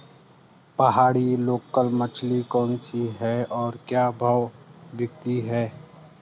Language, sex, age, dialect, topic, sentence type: Hindi, male, 25-30, Garhwali, agriculture, question